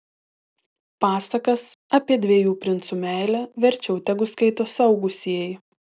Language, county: Lithuanian, Telšiai